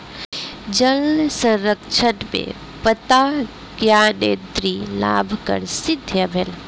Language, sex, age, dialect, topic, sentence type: Maithili, female, 18-24, Southern/Standard, agriculture, statement